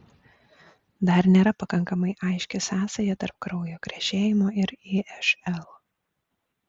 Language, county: Lithuanian, Klaipėda